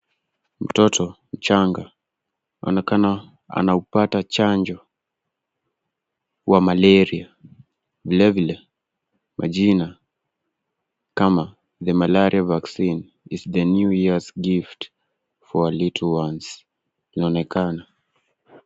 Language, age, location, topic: Swahili, 18-24, Nairobi, health